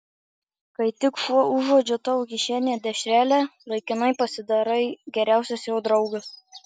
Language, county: Lithuanian, Marijampolė